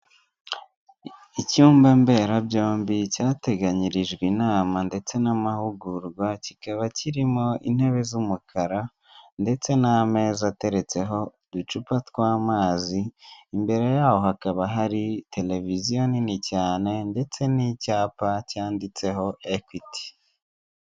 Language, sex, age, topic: Kinyarwanda, male, 18-24, finance